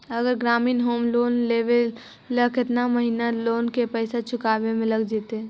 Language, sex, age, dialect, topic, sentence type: Magahi, female, 18-24, Central/Standard, banking, question